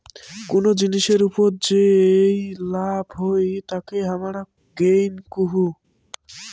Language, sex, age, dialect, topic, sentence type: Bengali, female, <18, Rajbangshi, banking, statement